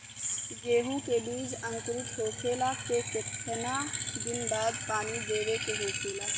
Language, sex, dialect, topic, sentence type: Bhojpuri, female, Western, agriculture, question